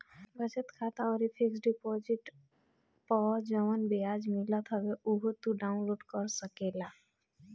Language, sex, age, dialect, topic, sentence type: Bhojpuri, female, 25-30, Northern, banking, statement